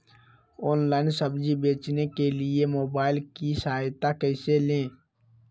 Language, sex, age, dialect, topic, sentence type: Magahi, male, 18-24, Western, agriculture, question